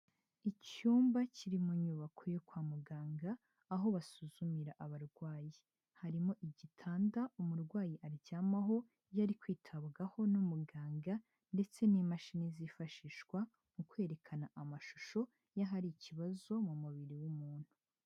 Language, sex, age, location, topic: Kinyarwanda, female, 18-24, Huye, health